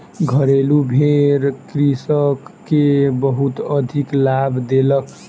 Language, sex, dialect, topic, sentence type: Maithili, male, Southern/Standard, agriculture, statement